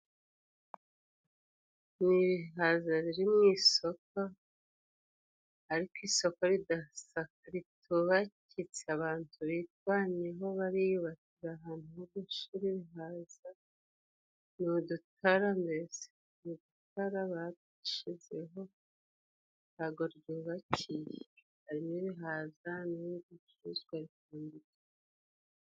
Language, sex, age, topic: Kinyarwanda, female, 36-49, finance